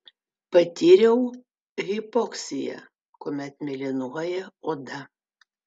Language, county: Lithuanian, Vilnius